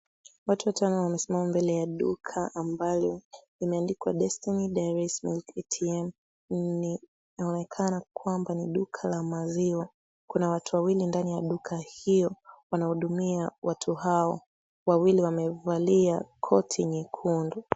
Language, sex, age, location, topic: Swahili, female, 18-24, Kisumu, finance